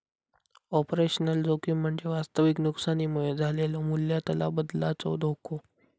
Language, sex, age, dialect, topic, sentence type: Marathi, male, 18-24, Southern Konkan, banking, statement